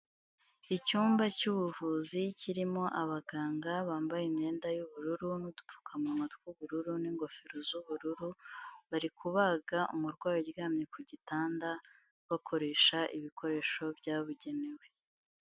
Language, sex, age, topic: Kinyarwanda, female, 18-24, health